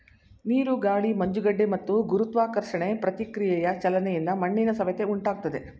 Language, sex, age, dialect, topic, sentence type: Kannada, female, 56-60, Mysore Kannada, agriculture, statement